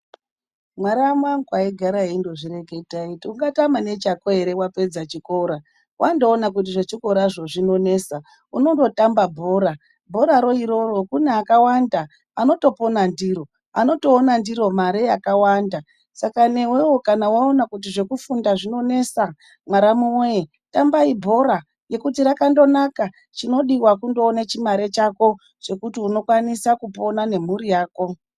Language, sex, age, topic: Ndau, female, 36-49, education